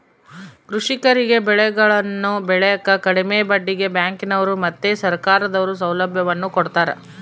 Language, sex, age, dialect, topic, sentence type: Kannada, female, 25-30, Central, banking, statement